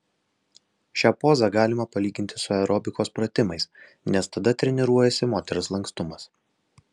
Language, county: Lithuanian, Alytus